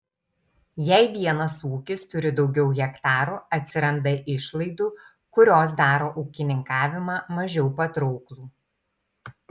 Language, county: Lithuanian, Tauragė